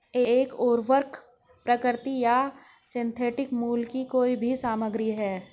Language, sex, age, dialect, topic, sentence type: Hindi, female, 56-60, Hindustani Malvi Khadi Boli, agriculture, statement